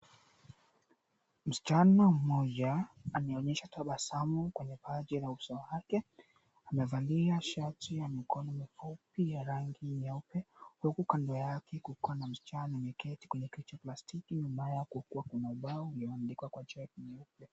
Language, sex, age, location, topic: Swahili, male, 18-24, Mombasa, health